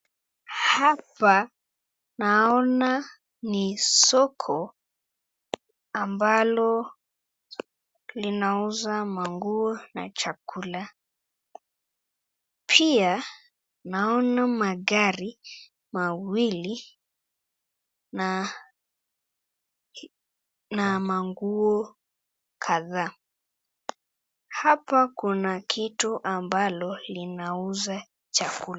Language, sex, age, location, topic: Swahili, female, 36-49, Nakuru, finance